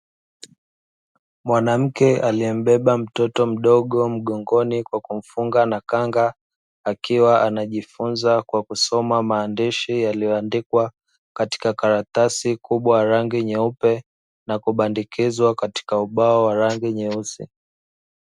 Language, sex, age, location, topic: Swahili, male, 25-35, Dar es Salaam, education